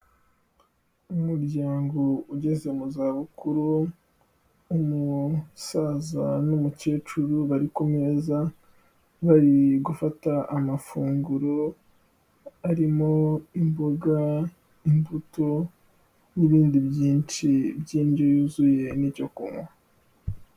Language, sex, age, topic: Kinyarwanda, male, 18-24, health